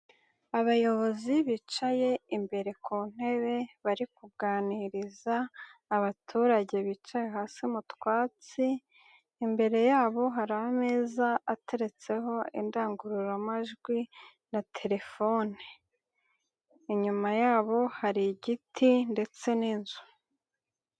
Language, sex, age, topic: Kinyarwanda, female, 18-24, government